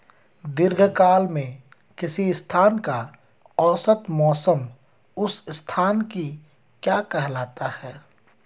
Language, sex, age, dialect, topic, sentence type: Hindi, male, 31-35, Hindustani Malvi Khadi Boli, agriculture, question